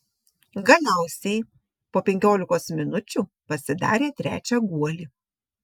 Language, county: Lithuanian, Šiauliai